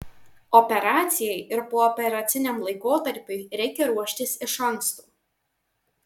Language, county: Lithuanian, Marijampolė